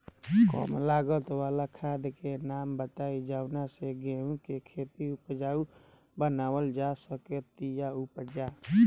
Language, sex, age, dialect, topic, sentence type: Bhojpuri, male, 18-24, Southern / Standard, agriculture, question